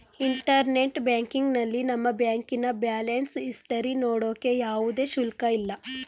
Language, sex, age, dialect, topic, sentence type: Kannada, female, 18-24, Mysore Kannada, banking, statement